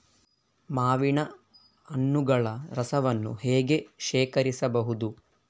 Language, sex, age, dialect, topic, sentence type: Kannada, male, 18-24, Coastal/Dakshin, agriculture, question